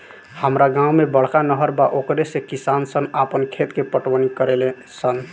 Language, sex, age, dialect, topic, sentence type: Bhojpuri, male, 18-24, Southern / Standard, agriculture, statement